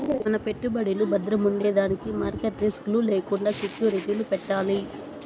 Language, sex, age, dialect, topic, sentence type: Telugu, female, 60-100, Southern, banking, statement